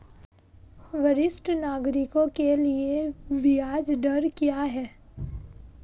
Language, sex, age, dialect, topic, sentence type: Hindi, female, 18-24, Marwari Dhudhari, banking, question